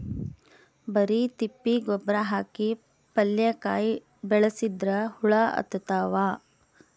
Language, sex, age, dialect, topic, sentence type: Kannada, female, 25-30, Northeastern, agriculture, question